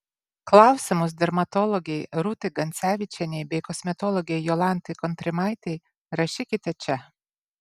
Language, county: Lithuanian, Vilnius